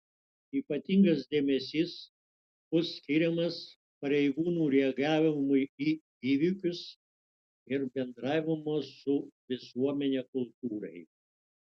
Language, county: Lithuanian, Utena